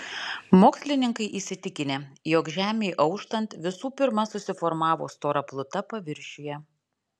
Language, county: Lithuanian, Alytus